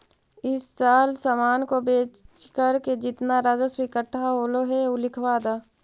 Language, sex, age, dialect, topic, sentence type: Magahi, female, 41-45, Central/Standard, agriculture, statement